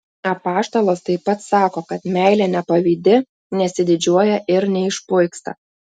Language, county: Lithuanian, Klaipėda